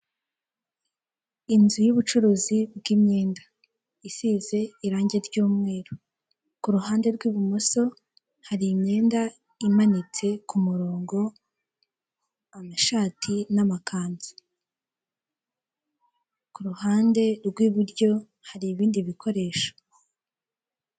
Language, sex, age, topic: Kinyarwanda, female, 18-24, finance